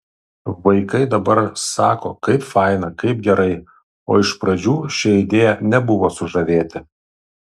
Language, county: Lithuanian, Vilnius